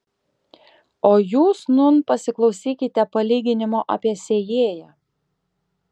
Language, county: Lithuanian, Kaunas